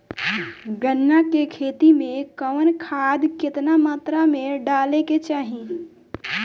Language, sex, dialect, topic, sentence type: Bhojpuri, male, Southern / Standard, agriculture, question